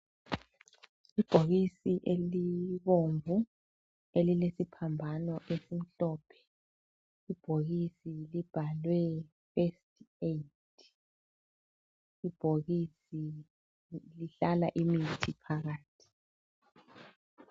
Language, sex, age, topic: North Ndebele, female, 36-49, health